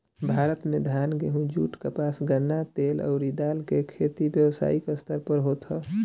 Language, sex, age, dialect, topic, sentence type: Bhojpuri, male, 18-24, Northern, agriculture, statement